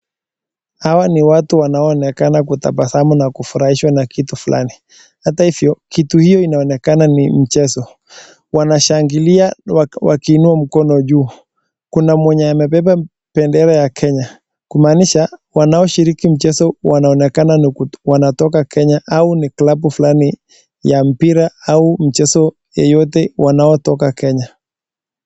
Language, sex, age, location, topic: Swahili, male, 18-24, Nakuru, government